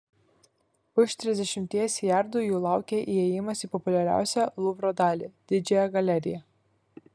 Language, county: Lithuanian, Kaunas